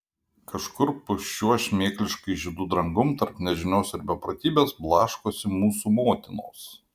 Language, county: Lithuanian, Panevėžys